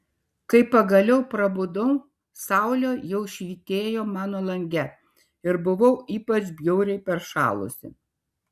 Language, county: Lithuanian, Šiauliai